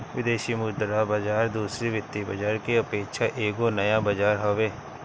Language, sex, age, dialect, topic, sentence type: Bhojpuri, male, 31-35, Northern, banking, statement